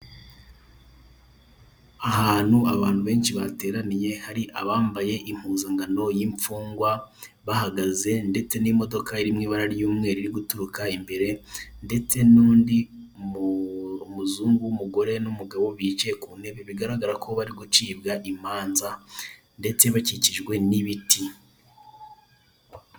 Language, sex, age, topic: Kinyarwanda, male, 18-24, government